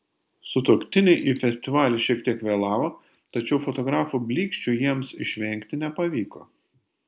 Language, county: Lithuanian, Panevėžys